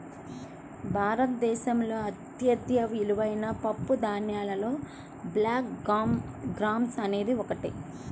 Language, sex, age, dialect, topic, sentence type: Telugu, female, 31-35, Central/Coastal, agriculture, statement